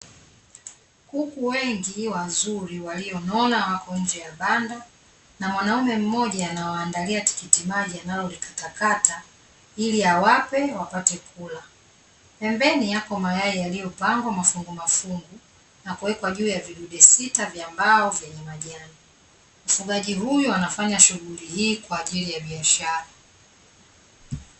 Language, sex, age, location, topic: Swahili, female, 36-49, Dar es Salaam, agriculture